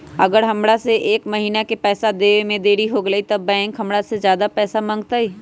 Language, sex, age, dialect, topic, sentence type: Magahi, male, 25-30, Western, banking, question